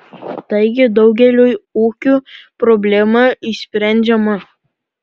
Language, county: Lithuanian, Panevėžys